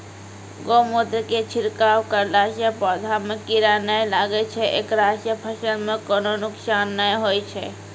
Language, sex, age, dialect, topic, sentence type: Maithili, female, 36-40, Angika, agriculture, question